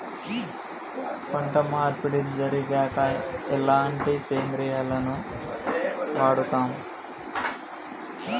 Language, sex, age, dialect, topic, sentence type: Telugu, male, 25-30, Telangana, agriculture, question